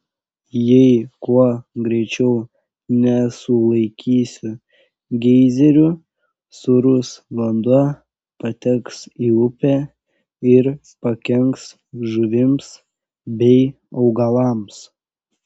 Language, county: Lithuanian, Panevėžys